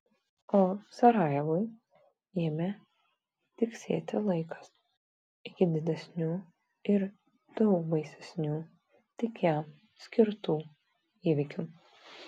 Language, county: Lithuanian, Vilnius